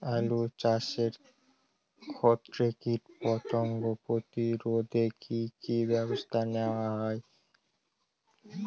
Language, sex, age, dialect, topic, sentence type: Bengali, male, 18-24, Northern/Varendri, agriculture, question